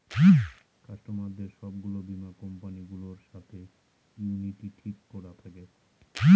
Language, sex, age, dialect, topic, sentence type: Bengali, male, 31-35, Northern/Varendri, banking, statement